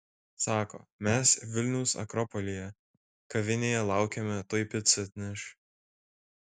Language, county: Lithuanian, Šiauliai